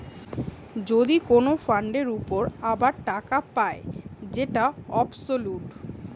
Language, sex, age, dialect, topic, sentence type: Bengali, female, 25-30, Western, banking, statement